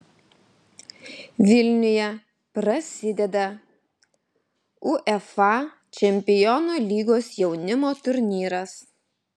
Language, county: Lithuanian, Alytus